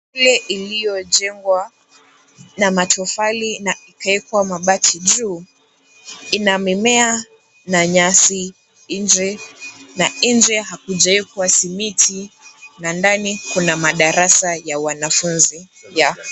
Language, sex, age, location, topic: Swahili, female, 18-24, Kisumu, education